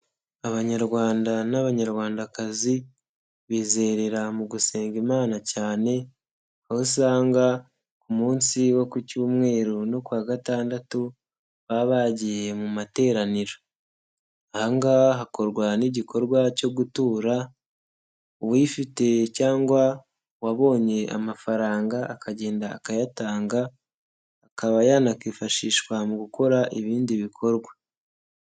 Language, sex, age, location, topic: Kinyarwanda, male, 18-24, Nyagatare, finance